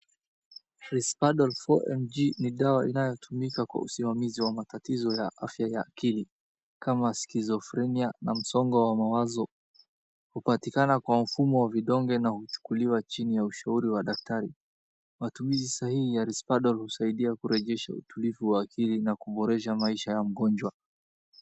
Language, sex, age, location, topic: Swahili, male, 25-35, Wajir, health